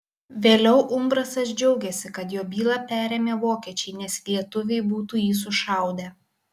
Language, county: Lithuanian, Kaunas